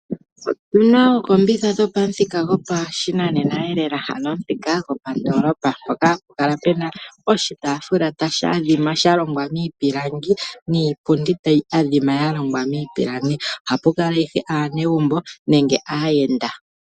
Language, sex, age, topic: Oshiwambo, female, 25-35, finance